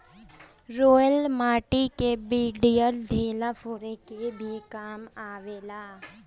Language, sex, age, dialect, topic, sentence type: Bhojpuri, female, 18-24, Northern, agriculture, statement